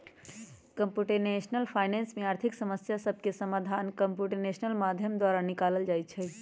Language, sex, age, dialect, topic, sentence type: Magahi, female, 18-24, Western, banking, statement